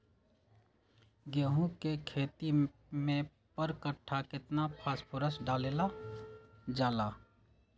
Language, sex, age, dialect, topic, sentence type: Magahi, male, 56-60, Western, agriculture, question